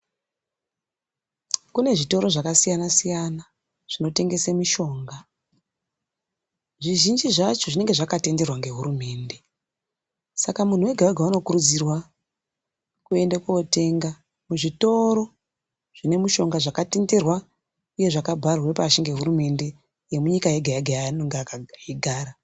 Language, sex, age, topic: Ndau, female, 36-49, health